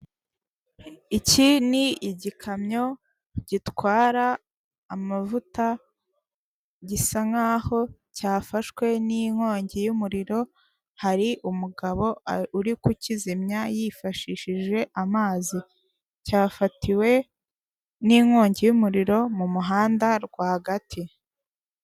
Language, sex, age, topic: Kinyarwanda, female, 18-24, government